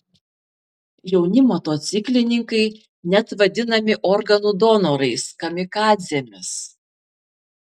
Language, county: Lithuanian, Vilnius